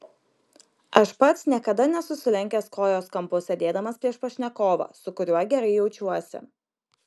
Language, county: Lithuanian, Kaunas